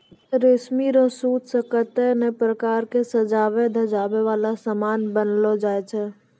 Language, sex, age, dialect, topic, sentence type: Maithili, female, 18-24, Angika, agriculture, statement